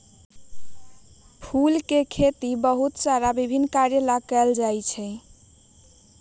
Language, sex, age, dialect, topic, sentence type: Magahi, female, 41-45, Western, agriculture, statement